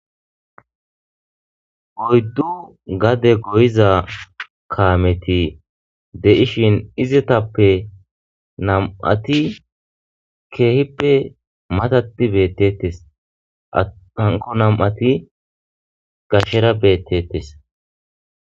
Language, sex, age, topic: Gamo, male, 25-35, agriculture